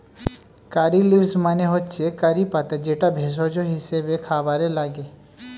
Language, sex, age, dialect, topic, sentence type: Bengali, male, 25-30, Standard Colloquial, agriculture, statement